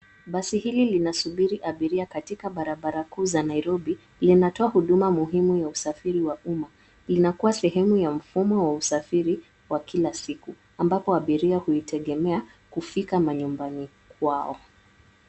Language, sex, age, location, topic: Swahili, female, 18-24, Nairobi, government